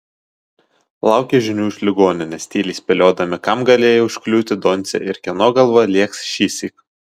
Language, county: Lithuanian, Šiauliai